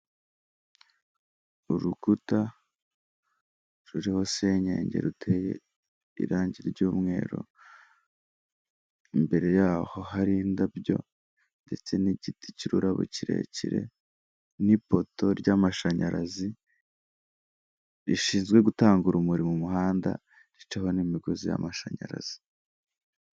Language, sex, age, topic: Kinyarwanda, male, 18-24, government